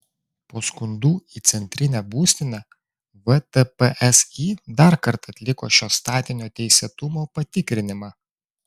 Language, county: Lithuanian, Klaipėda